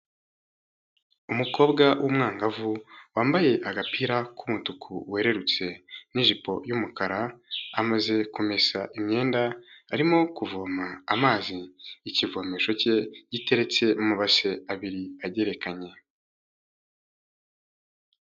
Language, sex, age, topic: Kinyarwanda, male, 18-24, health